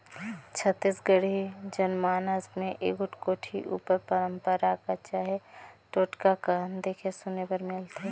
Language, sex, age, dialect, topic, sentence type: Chhattisgarhi, female, 25-30, Northern/Bhandar, agriculture, statement